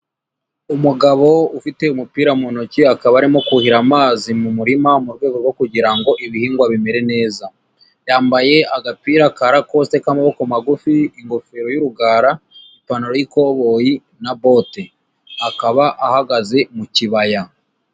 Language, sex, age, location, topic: Kinyarwanda, female, 18-24, Nyagatare, agriculture